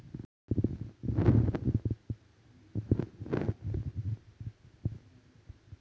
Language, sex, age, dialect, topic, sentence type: Marathi, female, 25-30, Southern Konkan, agriculture, question